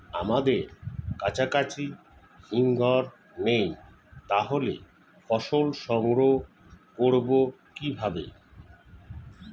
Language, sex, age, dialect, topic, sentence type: Bengali, male, 41-45, Standard Colloquial, agriculture, question